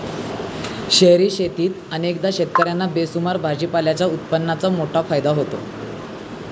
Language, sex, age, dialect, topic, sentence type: Marathi, male, 18-24, Standard Marathi, agriculture, statement